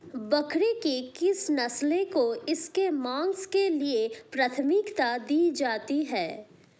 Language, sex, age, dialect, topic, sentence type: Hindi, female, 18-24, Hindustani Malvi Khadi Boli, agriculture, statement